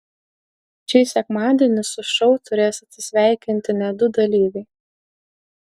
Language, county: Lithuanian, Utena